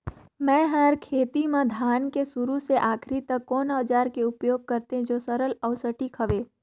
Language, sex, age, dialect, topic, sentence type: Chhattisgarhi, female, 31-35, Northern/Bhandar, agriculture, question